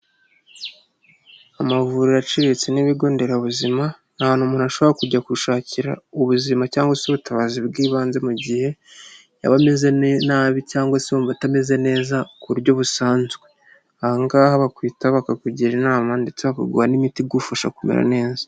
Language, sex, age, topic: Kinyarwanda, male, 25-35, health